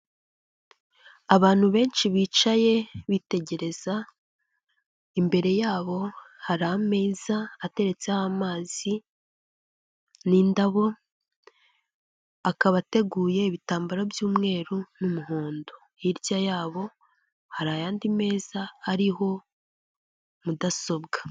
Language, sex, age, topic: Kinyarwanda, female, 25-35, government